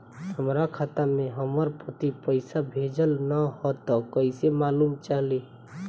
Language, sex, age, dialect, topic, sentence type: Bhojpuri, female, 18-24, Southern / Standard, banking, question